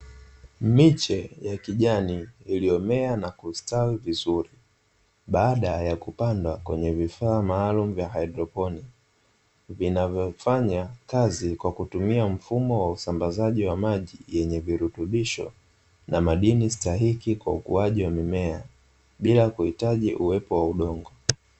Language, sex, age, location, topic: Swahili, male, 25-35, Dar es Salaam, agriculture